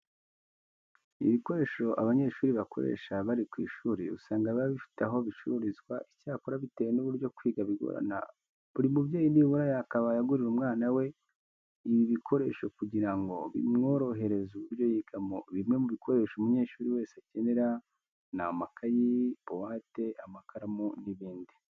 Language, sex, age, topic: Kinyarwanda, male, 25-35, education